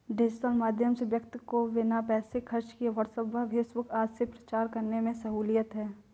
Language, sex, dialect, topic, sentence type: Hindi, female, Kanauji Braj Bhasha, banking, statement